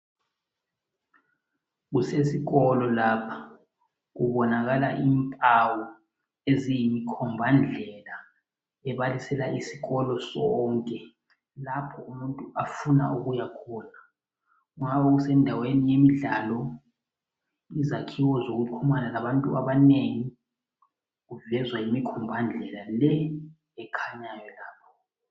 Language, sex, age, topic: North Ndebele, male, 36-49, education